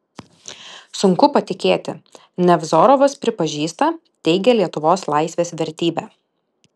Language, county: Lithuanian, Alytus